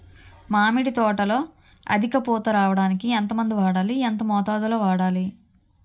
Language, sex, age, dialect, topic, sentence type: Telugu, female, 31-35, Utterandhra, agriculture, question